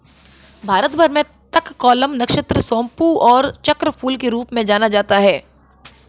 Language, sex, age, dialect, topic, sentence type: Hindi, female, 25-30, Marwari Dhudhari, agriculture, statement